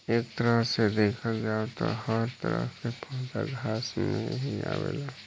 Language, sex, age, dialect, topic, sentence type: Bhojpuri, male, 18-24, Southern / Standard, agriculture, statement